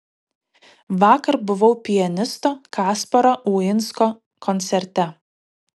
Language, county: Lithuanian, Kaunas